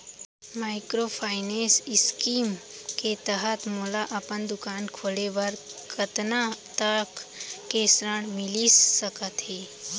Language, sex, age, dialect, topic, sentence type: Chhattisgarhi, female, 18-24, Central, banking, question